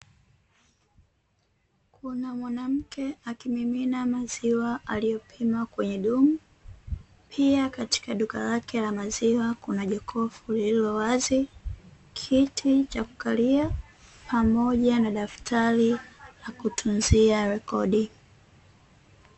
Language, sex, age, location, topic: Swahili, female, 18-24, Dar es Salaam, finance